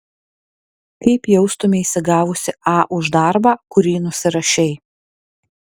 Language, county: Lithuanian, Alytus